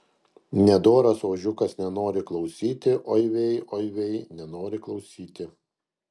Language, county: Lithuanian, Kaunas